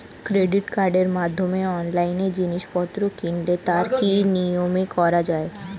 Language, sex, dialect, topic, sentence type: Bengali, female, Standard Colloquial, banking, question